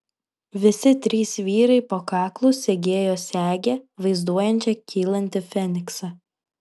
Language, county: Lithuanian, Vilnius